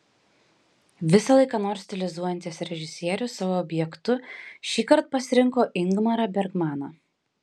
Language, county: Lithuanian, Panevėžys